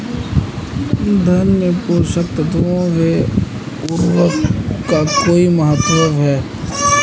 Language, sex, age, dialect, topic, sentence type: Hindi, male, 18-24, Marwari Dhudhari, agriculture, question